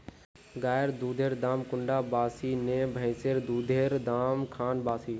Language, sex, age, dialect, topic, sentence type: Magahi, male, 56-60, Northeastern/Surjapuri, agriculture, question